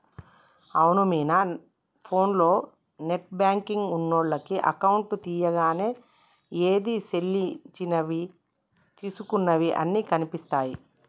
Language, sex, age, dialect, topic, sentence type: Telugu, female, 18-24, Telangana, banking, statement